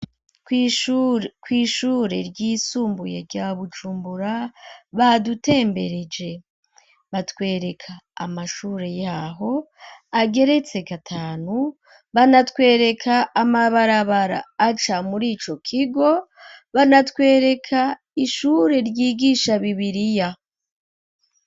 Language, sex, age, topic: Rundi, female, 36-49, education